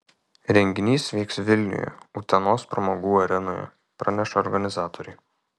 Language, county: Lithuanian, Kaunas